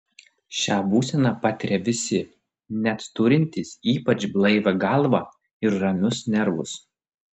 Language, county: Lithuanian, Klaipėda